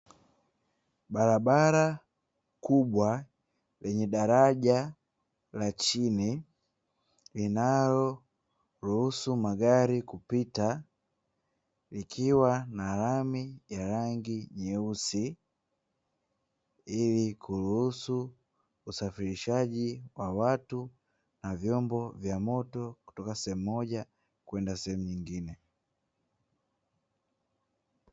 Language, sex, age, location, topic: Swahili, male, 25-35, Dar es Salaam, government